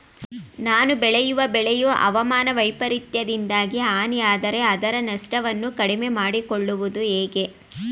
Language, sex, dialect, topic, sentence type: Kannada, female, Mysore Kannada, agriculture, question